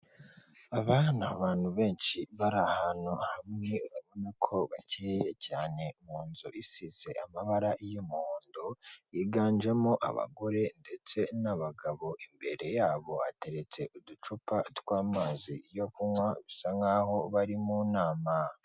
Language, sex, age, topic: Kinyarwanda, female, 36-49, government